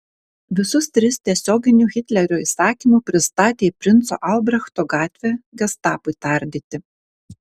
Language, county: Lithuanian, Kaunas